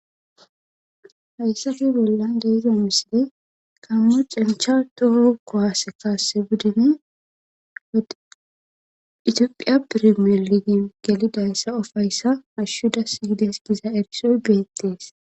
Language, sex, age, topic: Gamo, female, 18-24, government